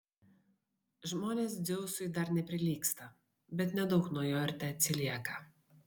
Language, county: Lithuanian, Vilnius